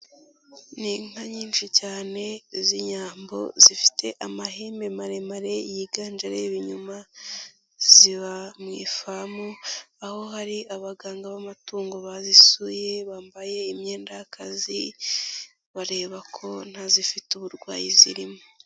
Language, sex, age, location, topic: Kinyarwanda, female, 18-24, Nyagatare, agriculture